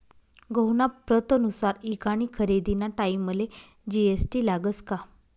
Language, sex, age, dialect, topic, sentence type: Marathi, female, 25-30, Northern Konkan, banking, statement